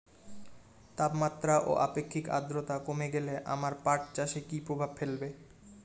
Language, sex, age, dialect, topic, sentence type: Bengali, male, 18-24, Rajbangshi, agriculture, question